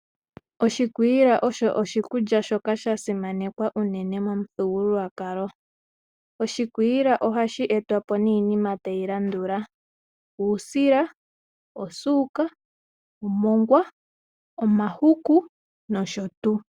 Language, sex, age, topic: Oshiwambo, female, 18-24, agriculture